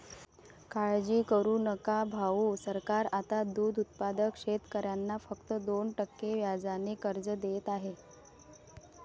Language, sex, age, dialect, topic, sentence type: Marathi, female, 36-40, Varhadi, agriculture, statement